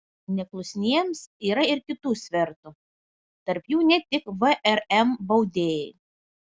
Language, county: Lithuanian, Vilnius